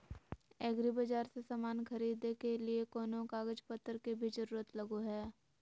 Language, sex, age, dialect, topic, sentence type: Magahi, female, 18-24, Southern, agriculture, question